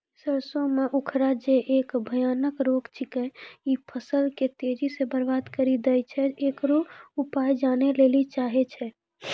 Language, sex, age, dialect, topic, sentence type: Maithili, female, 18-24, Angika, agriculture, question